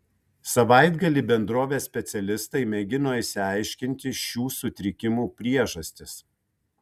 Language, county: Lithuanian, Kaunas